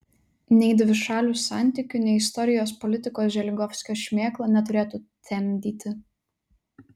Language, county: Lithuanian, Telšiai